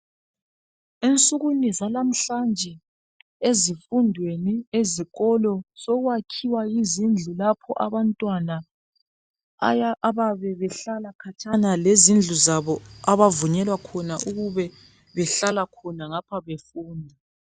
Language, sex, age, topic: North Ndebele, male, 36-49, education